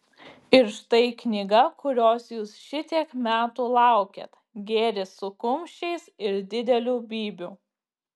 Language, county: Lithuanian, Klaipėda